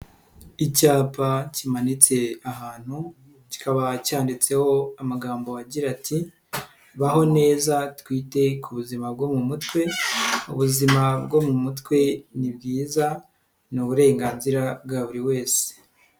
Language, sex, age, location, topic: Kinyarwanda, male, 18-24, Nyagatare, health